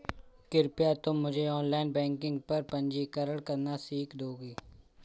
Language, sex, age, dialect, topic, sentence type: Hindi, male, 25-30, Awadhi Bundeli, banking, statement